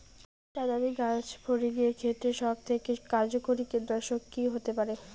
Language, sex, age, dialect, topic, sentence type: Bengali, female, 18-24, Rajbangshi, agriculture, question